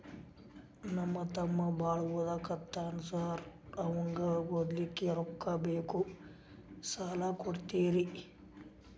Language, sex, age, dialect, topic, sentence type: Kannada, male, 46-50, Dharwad Kannada, banking, question